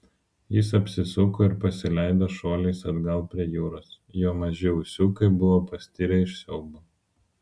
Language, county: Lithuanian, Vilnius